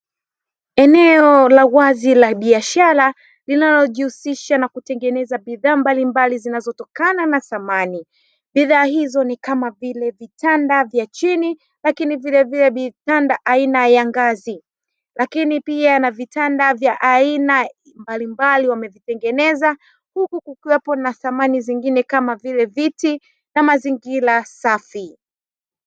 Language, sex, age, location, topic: Swahili, female, 36-49, Dar es Salaam, finance